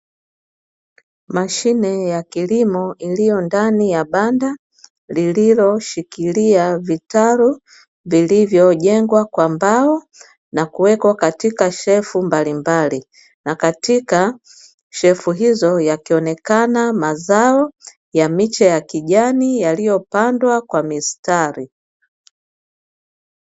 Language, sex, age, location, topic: Swahili, female, 50+, Dar es Salaam, agriculture